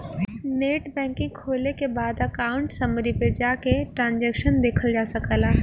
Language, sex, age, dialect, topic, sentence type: Bhojpuri, female, 18-24, Western, banking, statement